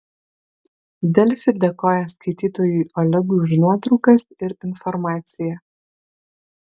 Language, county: Lithuanian, Kaunas